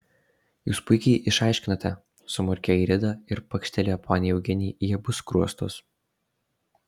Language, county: Lithuanian, Alytus